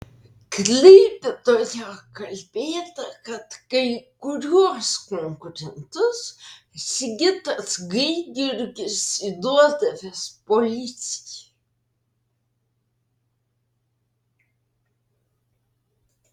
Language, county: Lithuanian, Vilnius